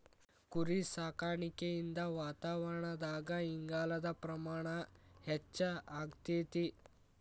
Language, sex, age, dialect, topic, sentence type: Kannada, male, 18-24, Dharwad Kannada, agriculture, statement